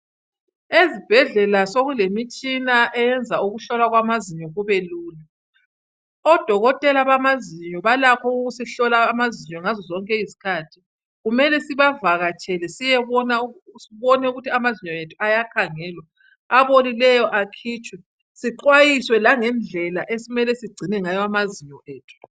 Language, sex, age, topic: North Ndebele, female, 50+, health